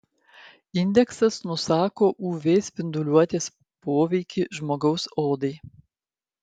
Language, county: Lithuanian, Klaipėda